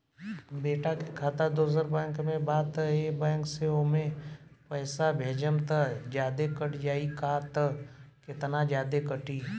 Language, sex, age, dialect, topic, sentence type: Bhojpuri, male, 18-24, Southern / Standard, banking, question